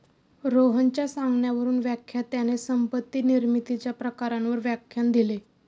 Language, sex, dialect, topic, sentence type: Marathi, female, Standard Marathi, banking, statement